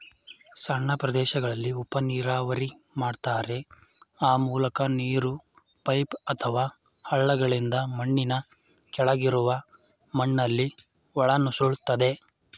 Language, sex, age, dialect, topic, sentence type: Kannada, male, 18-24, Mysore Kannada, agriculture, statement